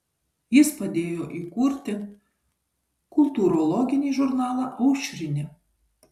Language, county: Lithuanian, Kaunas